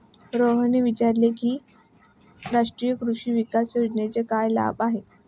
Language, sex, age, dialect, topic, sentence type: Marathi, female, 18-24, Standard Marathi, agriculture, statement